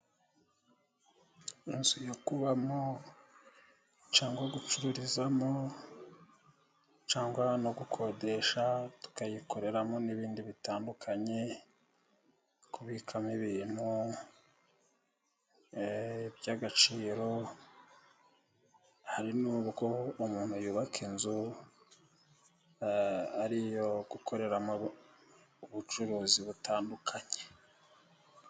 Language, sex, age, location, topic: Kinyarwanda, male, 36-49, Musanze, finance